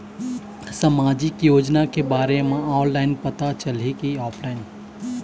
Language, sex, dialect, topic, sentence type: Chhattisgarhi, male, Eastern, banking, question